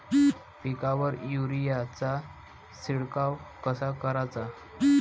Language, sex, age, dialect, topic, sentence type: Marathi, male, 25-30, Varhadi, agriculture, question